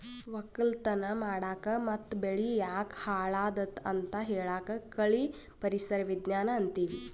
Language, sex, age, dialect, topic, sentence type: Kannada, female, 18-24, Northeastern, agriculture, statement